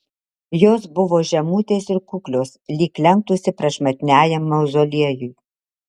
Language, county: Lithuanian, Marijampolė